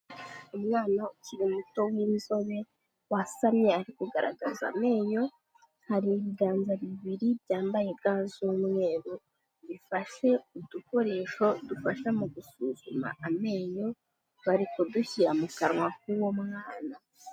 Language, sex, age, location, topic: Kinyarwanda, female, 18-24, Kigali, health